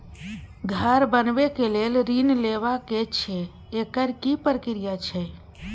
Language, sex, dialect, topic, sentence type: Maithili, female, Bajjika, banking, question